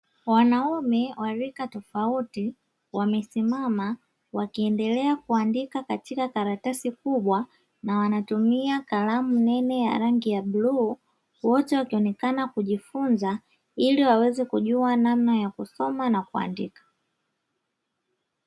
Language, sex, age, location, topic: Swahili, female, 25-35, Dar es Salaam, education